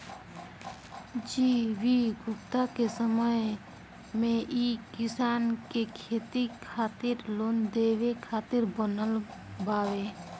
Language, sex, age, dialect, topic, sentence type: Bhojpuri, female, <18, Southern / Standard, agriculture, statement